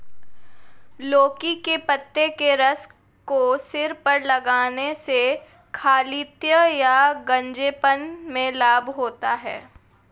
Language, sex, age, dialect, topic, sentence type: Hindi, female, 18-24, Marwari Dhudhari, agriculture, statement